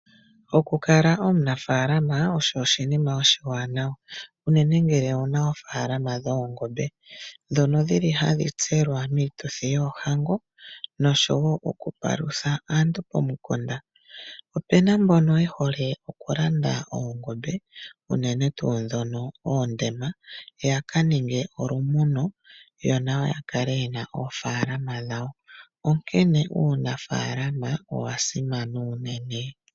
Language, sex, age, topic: Oshiwambo, female, 25-35, agriculture